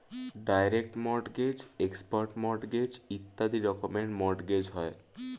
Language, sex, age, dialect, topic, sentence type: Bengali, male, 18-24, Standard Colloquial, banking, statement